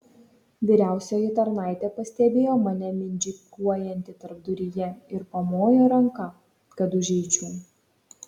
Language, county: Lithuanian, Šiauliai